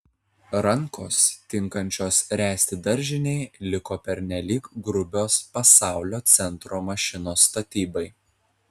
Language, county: Lithuanian, Telšiai